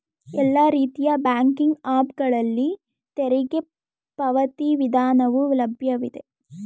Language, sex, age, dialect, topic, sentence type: Kannada, female, 18-24, Mysore Kannada, banking, statement